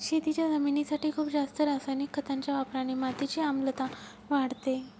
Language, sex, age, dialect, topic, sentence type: Marathi, female, 18-24, Northern Konkan, agriculture, statement